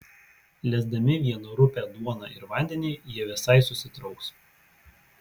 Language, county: Lithuanian, Vilnius